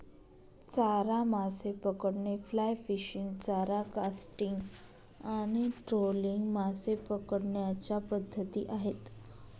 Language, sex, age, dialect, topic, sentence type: Marathi, female, 31-35, Northern Konkan, agriculture, statement